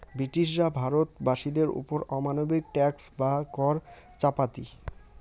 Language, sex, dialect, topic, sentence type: Bengali, male, Rajbangshi, banking, statement